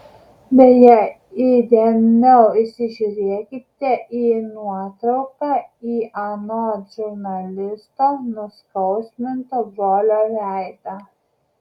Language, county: Lithuanian, Kaunas